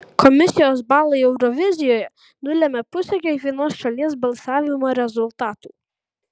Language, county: Lithuanian, Kaunas